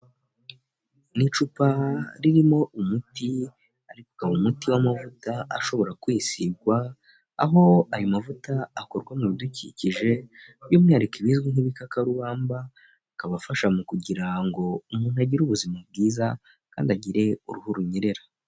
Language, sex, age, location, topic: Kinyarwanda, male, 18-24, Huye, health